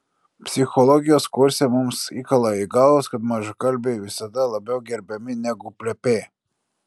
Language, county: Lithuanian, Klaipėda